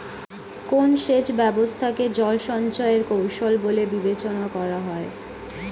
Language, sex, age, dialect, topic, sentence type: Bengali, female, 18-24, Standard Colloquial, agriculture, question